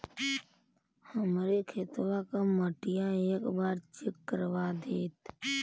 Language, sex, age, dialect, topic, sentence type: Bhojpuri, male, 18-24, Western, agriculture, question